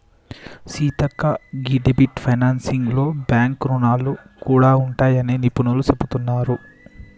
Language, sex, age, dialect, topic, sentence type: Telugu, male, 18-24, Telangana, banking, statement